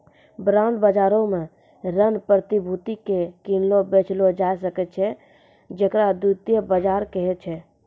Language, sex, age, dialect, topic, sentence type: Maithili, female, 18-24, Angika, banking, statement